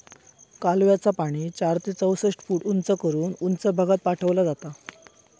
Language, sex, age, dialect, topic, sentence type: Marathi, male, 18-24, Southern Konkan, agriculture, statement